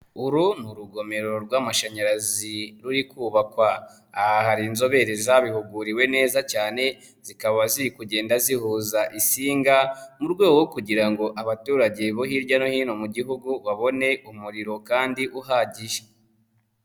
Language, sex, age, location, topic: Kinyarwanda, male, 18-24, Nyagatare, government